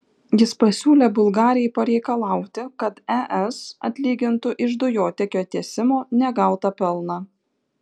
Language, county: Lithuanian, Šiauliai